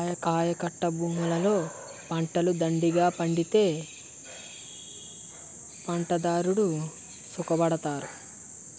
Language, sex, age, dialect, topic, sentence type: Telugu, male, 60-100, Utterandhra, agriculture, statement